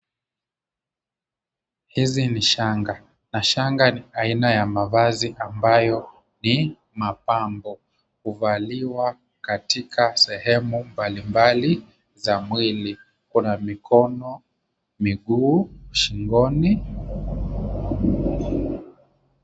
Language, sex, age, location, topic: Swahili, male, 25-35, Kisumu, finance